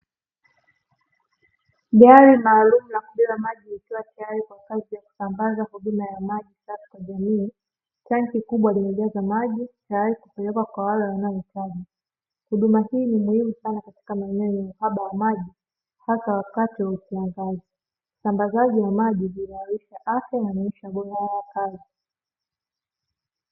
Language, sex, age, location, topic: Swahili, female, 18-24, Dar es Salaam, government